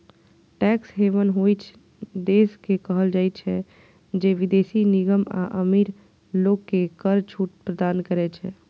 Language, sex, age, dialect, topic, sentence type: Maithili, female, 25-30, Eastern / Thethi, banking, statement